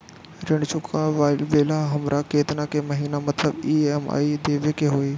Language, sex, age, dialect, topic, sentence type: Bhojpuri, male, 25-30, Northern, banking, question